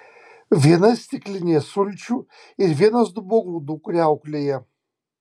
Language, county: Lithuanian, Kaunas